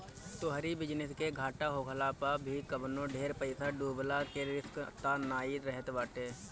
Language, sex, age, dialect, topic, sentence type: Bhojpuri, male, 25-30, Northern, banking, statement